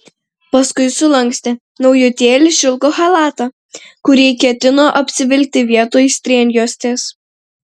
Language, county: Lithuanian, Tauragė